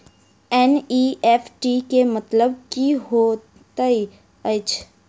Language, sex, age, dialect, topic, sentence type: Maithili, female, 41-45, Southern/Standard, banking, question